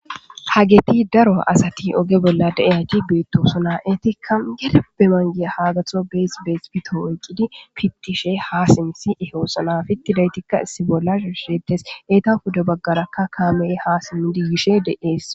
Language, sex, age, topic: Gamo, female, 25-35, government